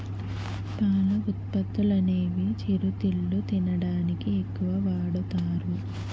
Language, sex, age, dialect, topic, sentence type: Telugu, female, 18-24, Utterandhra, agriculture, statement